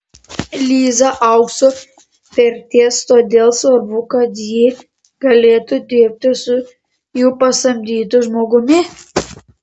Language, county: Lithuanian, Panevėžys